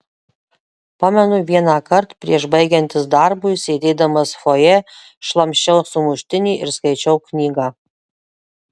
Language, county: Lithuanian, Marijampolė